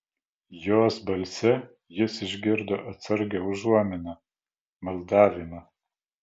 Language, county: Lithuanian, Vilnius